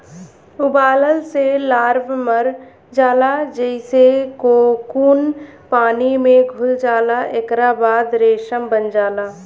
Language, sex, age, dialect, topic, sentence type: Bhojpuri, female, 25-30, Southern / Standard, agriculture, statement